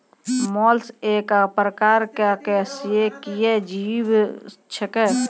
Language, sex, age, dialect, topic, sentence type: Maithili, female, 36-40, Angika, agriculture, statement